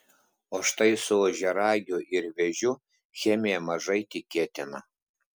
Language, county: Lithuanian, Klaipėda